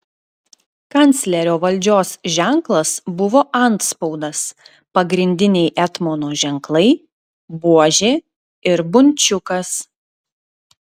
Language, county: Lithuanian, Klaipėda